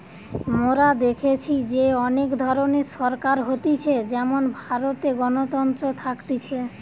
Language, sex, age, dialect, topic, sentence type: Bengali, female, 25-30, Western, banking, statement